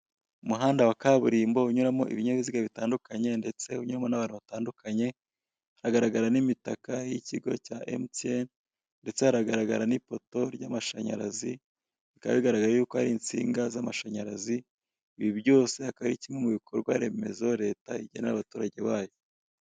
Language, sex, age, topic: Kinyarwanda, male, 25-35, government